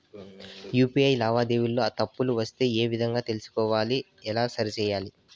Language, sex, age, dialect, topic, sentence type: Telugu, male, 18-24, Southern, banking, question